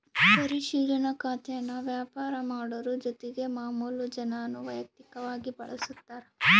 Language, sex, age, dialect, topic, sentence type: Kannada, female, 18-24, Central, banking, statement